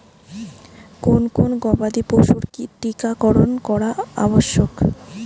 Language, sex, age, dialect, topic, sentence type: Bengali, female, 18-24, Rajbangshi, agriculture, question